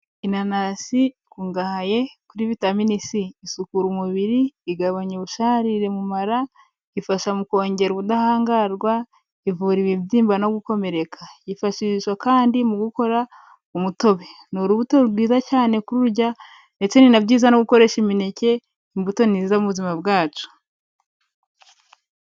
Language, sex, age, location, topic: Kinyarwanda, female, 25-35, Kigali, health